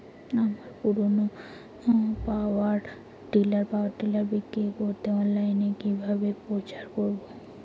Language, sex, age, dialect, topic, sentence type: Bengali, female, 18-24, Rajbangshi, agriculture, question